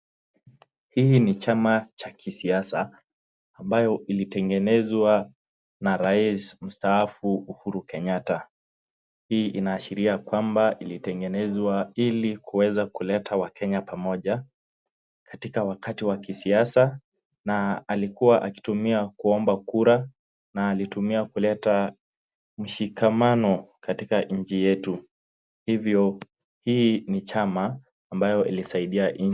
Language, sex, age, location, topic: Swahili, male, 18-24, Nakuru, government